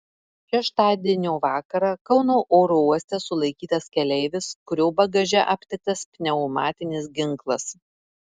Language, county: Lithuanian, Marijampolė